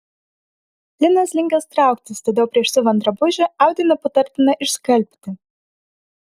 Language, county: Lithuanian, Vilnius